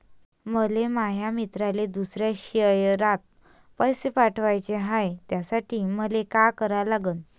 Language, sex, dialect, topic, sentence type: Marathi, female, Varhadi, banking, question